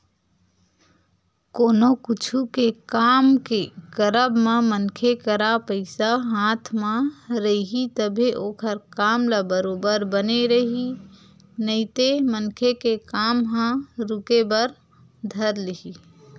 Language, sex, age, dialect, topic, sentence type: Chhattisgarhi, female, 46-50, Western/Budati/Khatahi, banking, statement